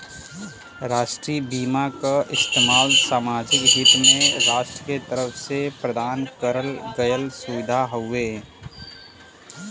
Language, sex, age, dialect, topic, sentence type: Bhojpuri, male, 25-30, Western, banking, statement